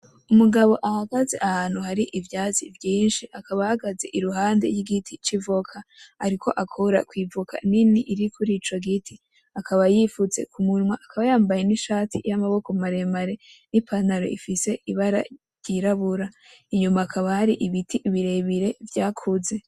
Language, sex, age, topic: Rundi, female, 18-24, agriculture